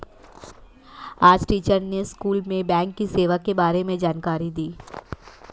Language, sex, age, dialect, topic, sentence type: Hindi, female, 25-30, Marwari Dhudhari, banking, statement